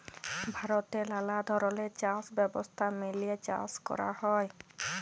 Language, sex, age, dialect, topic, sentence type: Bengali, female, 18-24, Jharkhandi, agriculture, statement